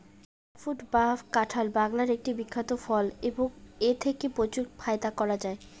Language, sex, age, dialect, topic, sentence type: Bengali, female, 18-24, Rajbangshi, agriculture, question